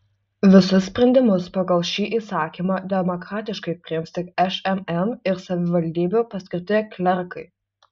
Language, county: Lithuanian, Utena